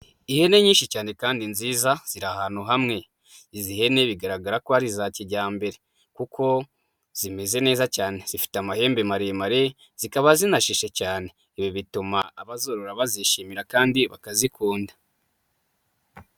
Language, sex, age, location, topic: Kinyarwanda, female, 25-35, Huye, agriculture